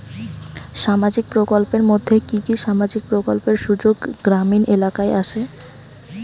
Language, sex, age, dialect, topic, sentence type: Bengali, female, 18-24, Rajbangshi, banking, question